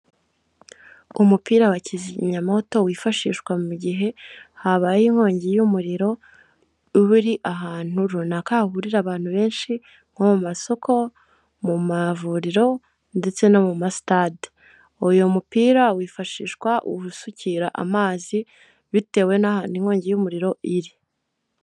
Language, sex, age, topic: Kinyarwanda, female, 18-24, government